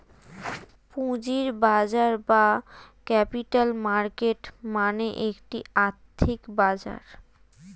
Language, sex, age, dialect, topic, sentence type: Bengali, female, 36-40, Standard Colloquial, banking, statement